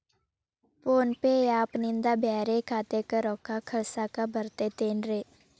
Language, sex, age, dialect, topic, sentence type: Kannada, female, 18-24, Dharwad Kannada, banking, question